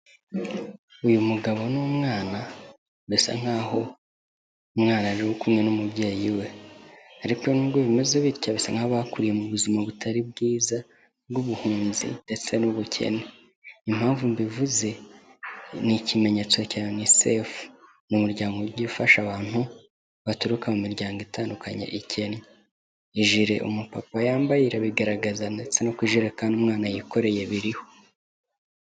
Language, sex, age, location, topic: Kinyarwanda, male, 18-24, Kigali, health